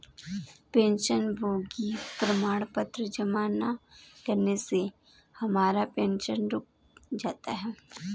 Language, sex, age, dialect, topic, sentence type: Hindi, female, 18-24, Kanauji Braj Bhasha, banking, statement